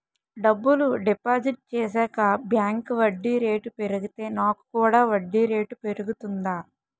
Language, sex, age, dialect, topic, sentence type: Telugu, female, 25-30, Utterandhra, banking, question